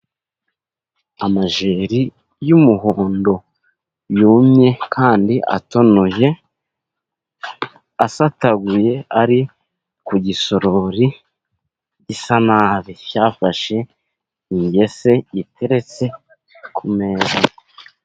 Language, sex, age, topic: Kinyarwanda, male, 18-24, agriculture